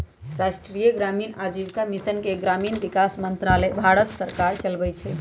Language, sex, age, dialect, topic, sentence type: Magahi, female, 31-35, Western, banking, statement